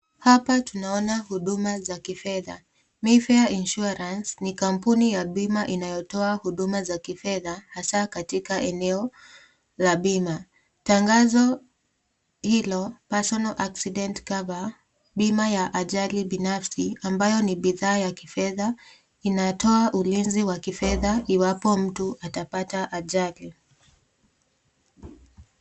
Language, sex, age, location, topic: Swahili, female, 25-35, Nakuru, finance